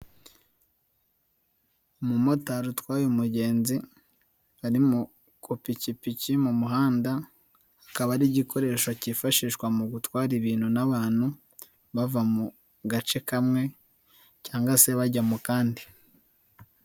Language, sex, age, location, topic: Kinyarwanda, male, 18-24, Nyagatare, finance